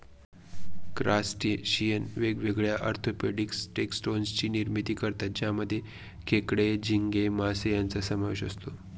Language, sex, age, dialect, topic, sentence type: Marathi, male, 25-30, Northern Konkan, agriculture, statement